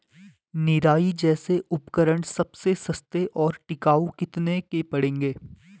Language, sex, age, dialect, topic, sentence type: Hindi, male, 18-24, Garhwali, agriculture, question